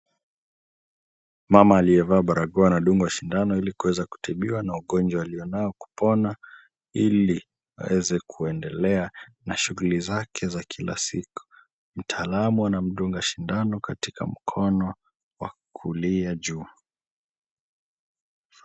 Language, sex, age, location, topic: Swahili, male, 18-24, Kisumu, health